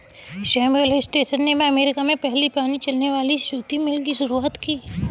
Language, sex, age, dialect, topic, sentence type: Hindi, female, 18-24, Kanauji Braj Bhasha, agriculture, statement